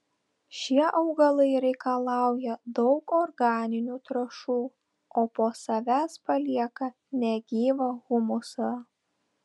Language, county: Lithuanian, Telšiai